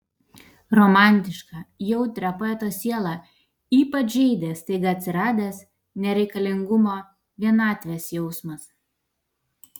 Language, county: Lithuanian, Vilnius